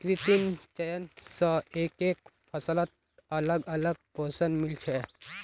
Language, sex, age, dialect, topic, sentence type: Magahi, male, 25-30, Northeastern/Surjapuri, agriculture, statement